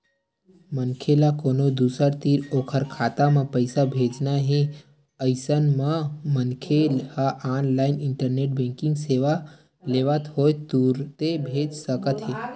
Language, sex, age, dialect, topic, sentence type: Chhattisgarhi, male, 18-24, Western/Budati/Khatahi, banking, statement